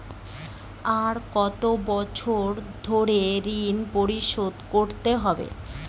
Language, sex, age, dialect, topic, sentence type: Bengali, female, 31-35, Standard Colloquial, banking, question